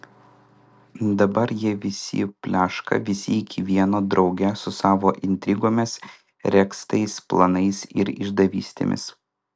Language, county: Lithuanian, Vilnius